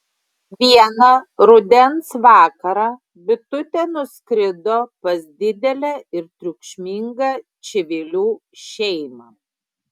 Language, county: Lithuanian, Klaipėda